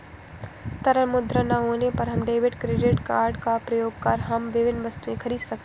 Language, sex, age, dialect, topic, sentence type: Hindi, female, 60-100, Awadhi Bundeli, banking, statement